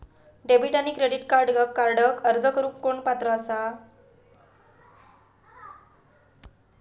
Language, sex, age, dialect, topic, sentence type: Marathi, female, 18-24, Southern Konkan, banking, question